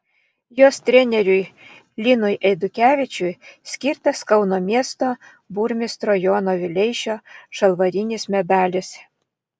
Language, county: Lithuanian, Vilnius